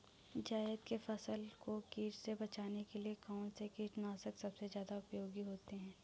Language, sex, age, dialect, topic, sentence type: Hindi, male, 31-35, Awadhi Bundeli, agriculture, question